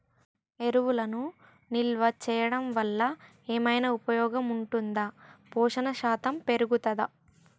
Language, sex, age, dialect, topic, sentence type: Telugu, male, 56-60, Telangana, agriculture, question